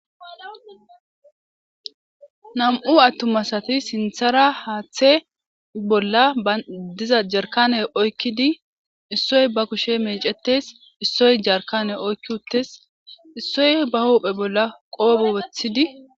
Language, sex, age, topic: Gamo, female, 25-35, government